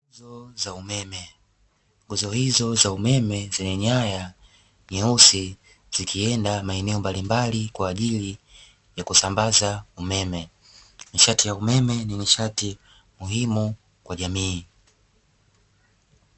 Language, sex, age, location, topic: Swahili, male, 18-24, Dar es Salaam, government